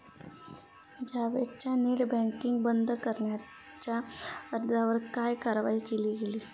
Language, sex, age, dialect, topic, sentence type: Marathi, female, 31-35, Standard Marathi, banking, statement